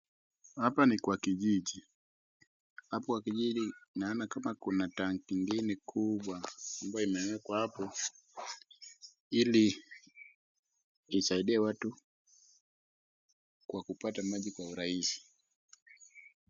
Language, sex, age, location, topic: Swahili, male, 18-24, Wajir, health